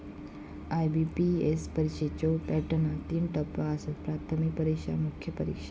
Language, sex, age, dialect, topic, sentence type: Marathi, female, 18-24, Southern Konkan, banking, statement